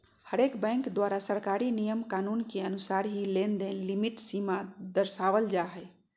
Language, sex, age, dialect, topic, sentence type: Magahi, female, 41-45, Southern, banking, statement